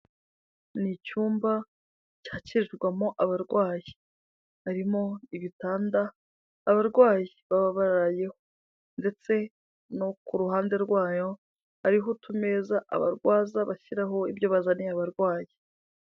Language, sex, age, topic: Kinyarwanda, female, 25-35, health